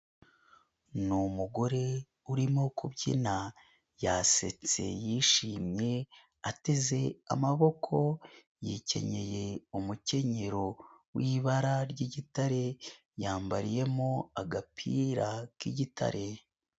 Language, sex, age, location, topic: Kinyarwanda, male, 18-24, Nyagatare, government